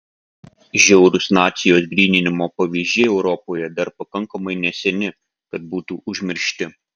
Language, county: Lithuanian, Vilnius